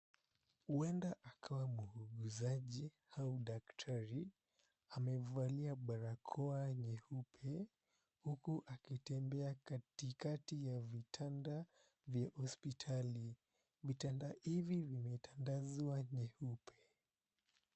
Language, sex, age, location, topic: Swahili, male, 18-24, Mombasa, health